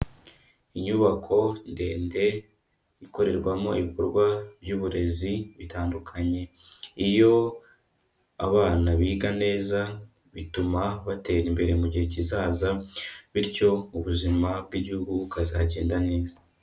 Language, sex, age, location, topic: Kinyarwanda, female, 25-35, Kigali, education